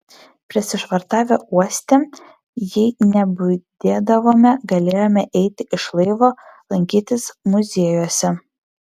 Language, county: Lithuanian, Vilnius